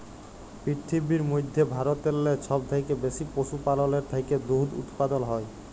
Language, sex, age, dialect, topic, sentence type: Bengali, male, 25-30, Jharkhandi, agriculture, statement